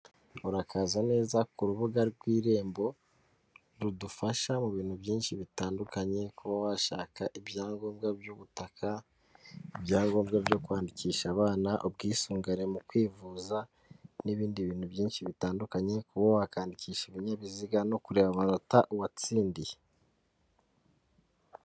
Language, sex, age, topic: Kinyarwanda, female, 25-35, finance